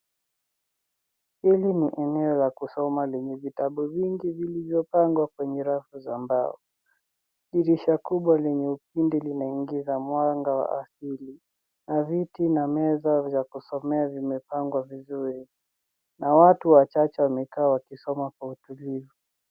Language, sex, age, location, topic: Swahili, female, 36-49, Nairobi, education